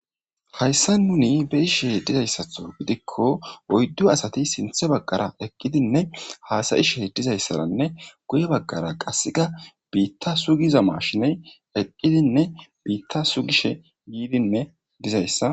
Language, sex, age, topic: Gamo, female, 18-24, government